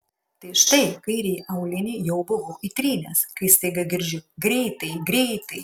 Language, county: Lithuanian, Kaunas